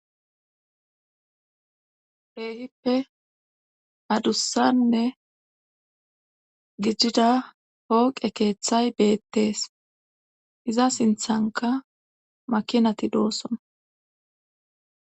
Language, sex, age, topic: Gamo, female, 25-35, government